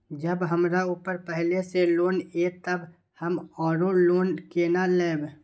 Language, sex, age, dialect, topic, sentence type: Maithili, male, 18-24, Eastern / Thethi, banking, question